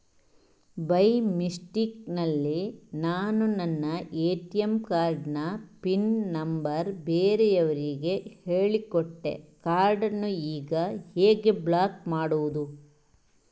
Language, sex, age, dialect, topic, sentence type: Kannada, male, 56-60, Coastal/Dakshin, banking, question